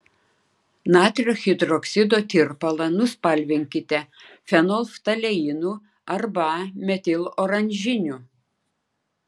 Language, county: Lithuanian, Klaipėda